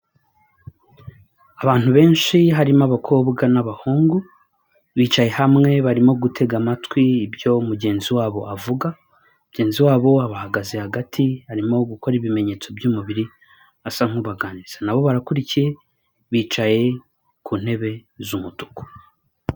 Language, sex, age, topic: Kinyarwanda, male, 25-35, government